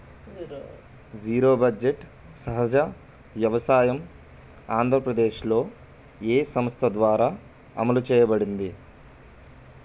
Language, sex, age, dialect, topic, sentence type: Telugu, male, 18-24, Utterandhra, agriculture, question